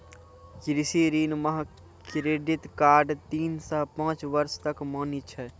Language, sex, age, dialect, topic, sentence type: Maithili, male, 18-24, Angika, agriculture, statement